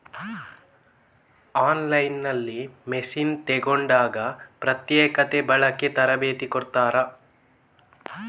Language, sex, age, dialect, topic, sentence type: Kannada, male, 18-24, Coastal/Dakshin, agriculture, question